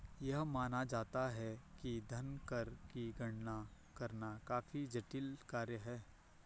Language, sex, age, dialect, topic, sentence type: Hindi, male, 25-30, Garhwali, banking, statement